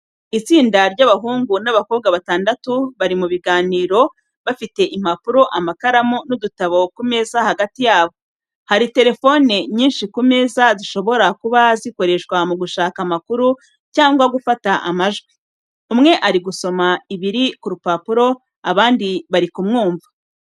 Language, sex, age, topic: Kinyarwanda, female, 36-49, education